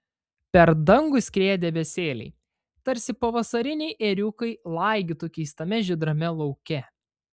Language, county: Lithuanian, Panevėžys